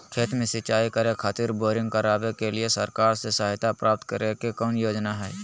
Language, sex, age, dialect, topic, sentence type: Magahi, male, 25-30, Southern, agriculture, question